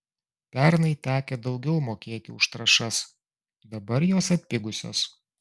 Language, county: Lithuanian, Klaipėda